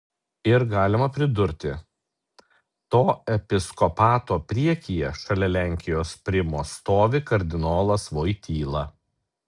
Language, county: Lithuanian, Alytus